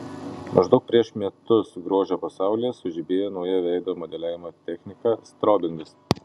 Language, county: Lithuanian, Panevėžys